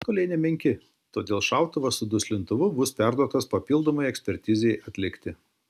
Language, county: Lithuanian, Klaipėda